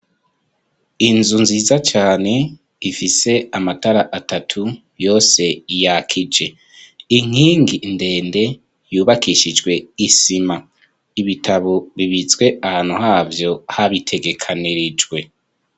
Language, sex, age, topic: Rundi, male, 25-35, education